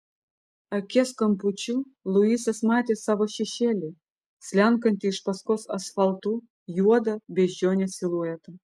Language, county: Lithuanian, Vilnius